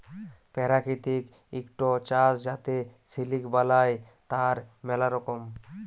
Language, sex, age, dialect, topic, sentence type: Bengali, male, 18-24, Jharkhandi, agriculture, statement